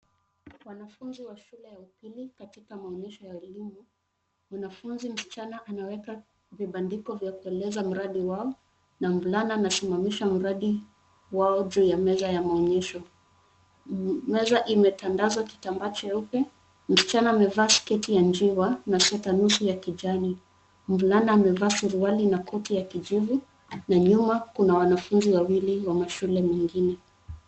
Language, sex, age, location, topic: Swahili, female, 25-35, Nairobi, education